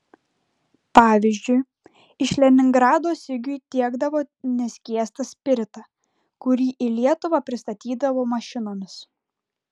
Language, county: Lithuanian, Klaipėda